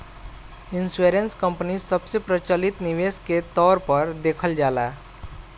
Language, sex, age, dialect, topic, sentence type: Bhojpuri, male, 25-30, Southern / Standard, banking, statement